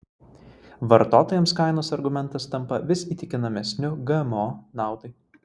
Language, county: Lithuanian, Vilnius